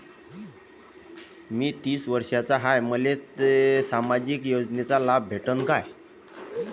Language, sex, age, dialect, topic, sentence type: Marathi, male, 31-35, Varhadi, banking, question